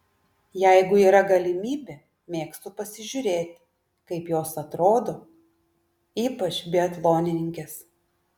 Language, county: Lithuanian, Klaipėda